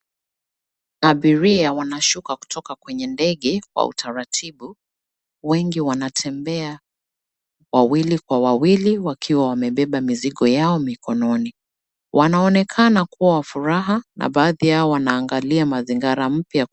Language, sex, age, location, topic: Swahili, female, 36-49, Mombasa, government